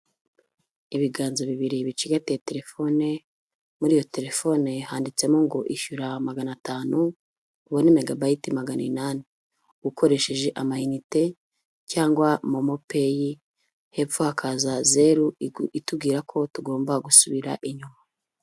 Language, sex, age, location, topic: Kinyarwanda, female, 25-35, Huye, finance